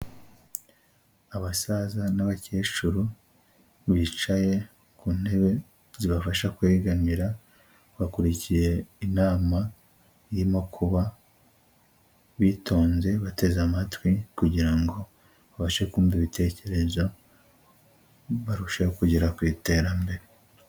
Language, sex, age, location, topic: Kinyarwanda, male, 25-35, Huye, health